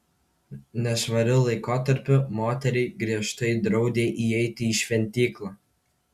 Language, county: Lithuanian, Kaunas